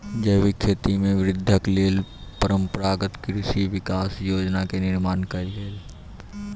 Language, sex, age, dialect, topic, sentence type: Maithili, male, 25-30, Southern/Standard, agriculture, statement